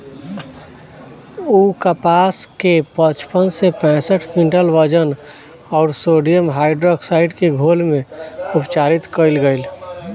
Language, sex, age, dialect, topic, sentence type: Bhojpuri, male, 25-30, Southern / Standard, agriculture, statement